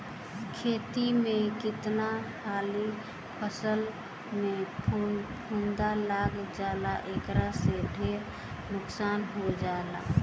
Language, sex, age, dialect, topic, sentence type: Bhojpuri, female, <18, Southern / Standard, agriculture, statement